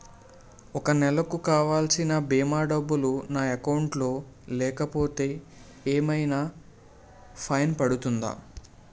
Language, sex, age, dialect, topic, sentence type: Telugu, male, 18-24, Utterandhra, banking, question